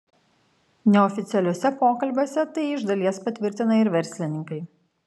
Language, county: Lithuanian, Kaunas